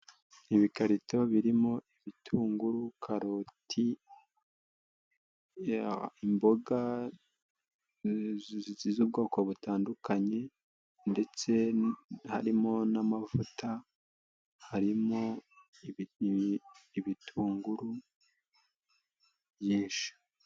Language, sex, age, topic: Kinyarwanda, male, 25-35, agriculture